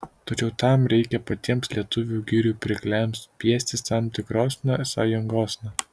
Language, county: Lithuanian, Kaunas